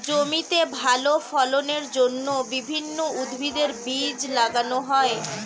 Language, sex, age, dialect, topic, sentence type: Bengali, female, 18-24, Standard Colloquial, agriculture, statement